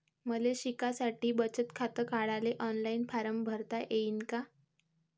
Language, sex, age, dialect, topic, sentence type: Marathi, male, 18-24, Varhadi, banking, question